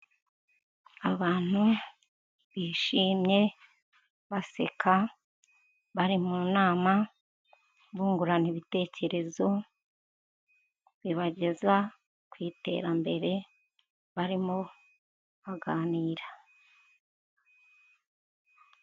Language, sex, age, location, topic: Kinyarwanda, female, 50+, Kigali, government